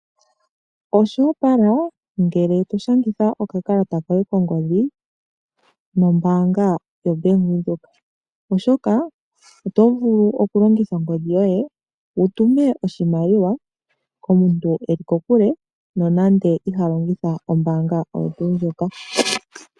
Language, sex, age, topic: Oshiwambo, female, 18-24, finance